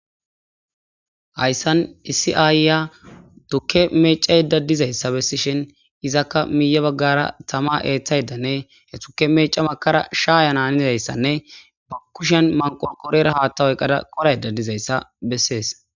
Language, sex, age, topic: Gamo, male, 18-24, government